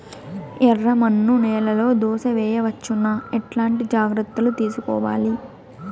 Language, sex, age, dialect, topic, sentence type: Telugu, female, 18-24, Southern, agriculture, question